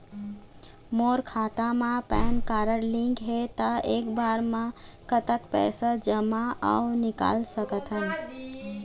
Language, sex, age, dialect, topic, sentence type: Chhattisgarhi, female, 41-45, Eastern, banking, question